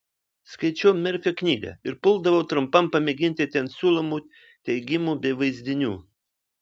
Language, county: Lithuanian, Vilnius